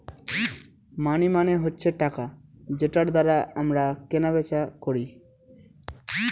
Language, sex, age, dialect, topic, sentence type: Bengali, male, 18-24, Northern/Varendri, banking, statement